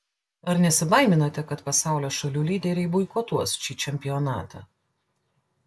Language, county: Lithuanian, Klaipėda